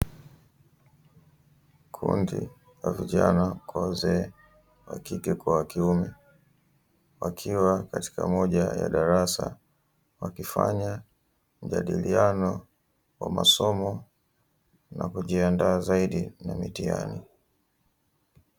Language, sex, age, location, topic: Swahili, male, 18-24, Dar es Salaam, education